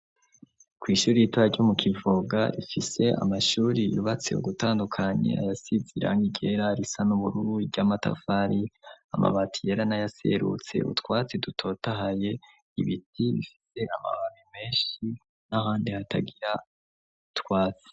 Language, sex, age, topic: Rundi, male, 25-35, education